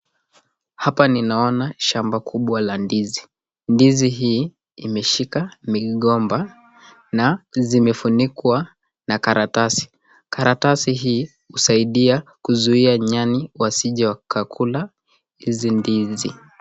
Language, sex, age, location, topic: Swahili, male, 18-24, Nakuru, agriculture